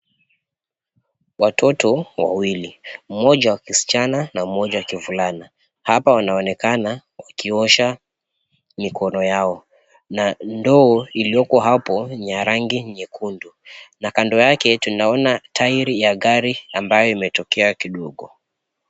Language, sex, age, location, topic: Swahili, male, 25-35, Mombasa, health